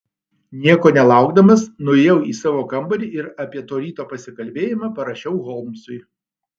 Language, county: Lithuanian, Alytus